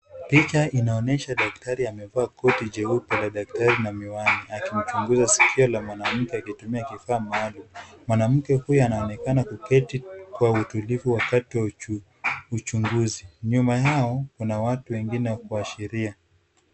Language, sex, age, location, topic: Swahili, male, 25-35, Kisumu, health